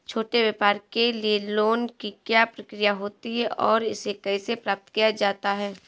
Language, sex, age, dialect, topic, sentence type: Hindi, female, 18-24, Marwari Dhudhari, banking, question